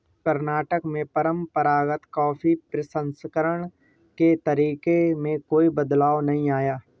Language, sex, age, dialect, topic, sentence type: Hindi, male, 36-40, Awadhi Bundeli, agriculture, statement